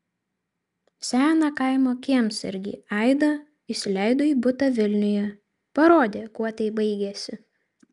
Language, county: Lithuanian, Vilnius